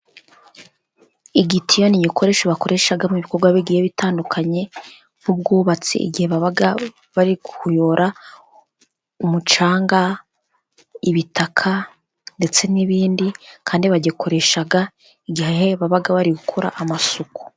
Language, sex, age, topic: Kinyarwanda, female, 18-24, government